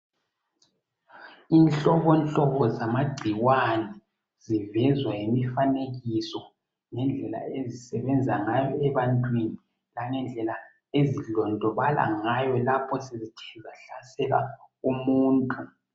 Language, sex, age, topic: North Ndebele, male, 36-49, health